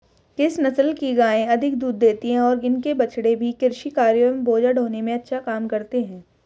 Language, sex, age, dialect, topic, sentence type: Hindi, female, 31-35, Hindustani Malvi Khadi Boli, agriculture, question